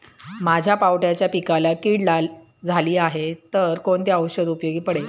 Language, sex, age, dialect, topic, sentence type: Marathi, female, 31-35, Standard Marathi, agriculture, question